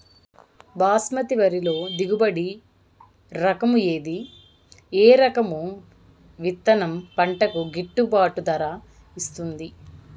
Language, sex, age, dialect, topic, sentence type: Telugu, female, 18-24, Southern, agriculture, question